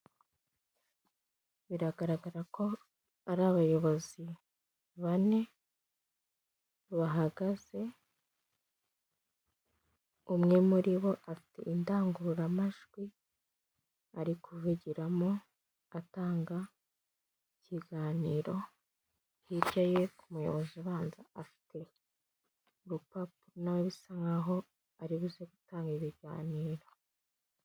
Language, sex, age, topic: Kinyarwanda, female, 18-24, government